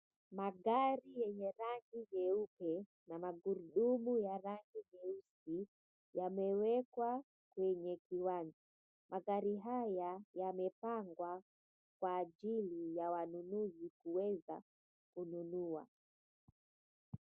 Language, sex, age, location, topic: Swahili, female, 25-35, Mombasa, finance